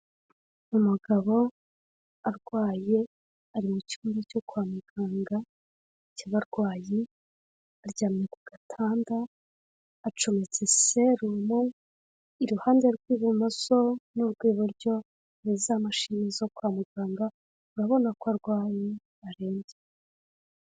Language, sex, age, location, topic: Kinyarwanda, female, 25-35, Kigali, health